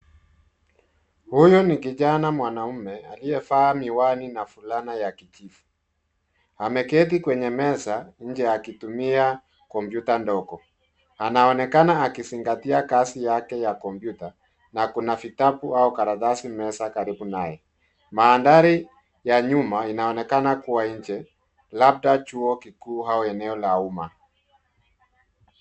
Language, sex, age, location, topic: Swahili, male, 50+, Nairobi, education